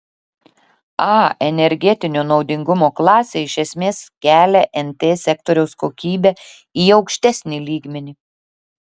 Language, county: Lithuanian, Klaipėda